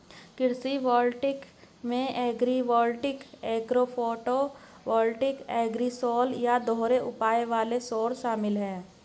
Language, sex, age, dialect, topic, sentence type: Hindi, male, 56-60, Hindustani Malvi Khadi Boli, agriculture, statement